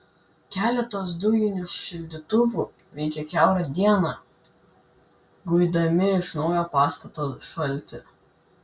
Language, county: Lithuanian, Kaunas